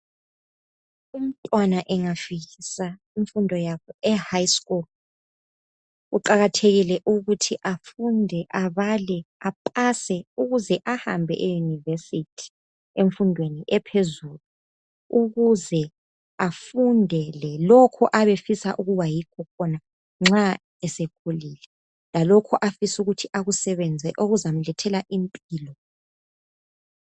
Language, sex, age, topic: North Ndebele, female, 25-35, education